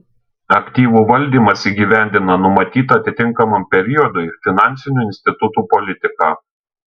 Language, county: Lithuanian, Šiauliai